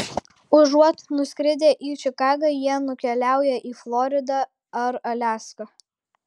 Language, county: Lithuanian, Kaunas